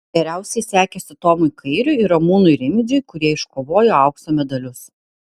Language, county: Lithuanian, Panevėžys